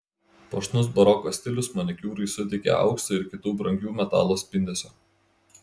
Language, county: Lithuanian, Klaipėda